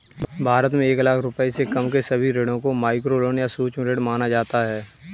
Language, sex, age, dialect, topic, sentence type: Hindi, male, 18-24, Kanauji Braj Bhasha, banking, statement